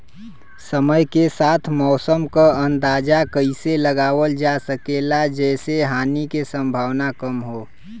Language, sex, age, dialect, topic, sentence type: Bhojpuri, male, 25-30, Western, agriculture, question